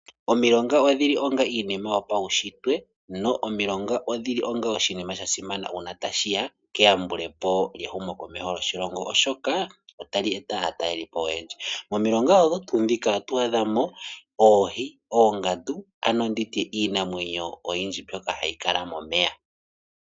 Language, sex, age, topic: Oshiwambo, male, 18-24, agriculture